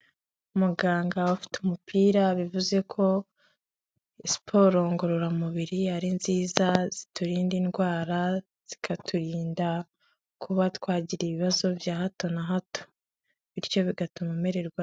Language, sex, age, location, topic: Kinyarwanda, female, 25-35, Kigali, health